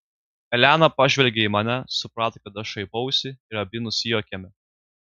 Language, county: Lithuanian, Klaipėda